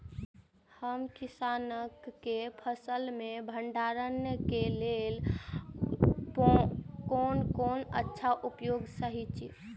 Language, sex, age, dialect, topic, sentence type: Maithili, female, 18-24, Eastern / Thethi, agriculture, question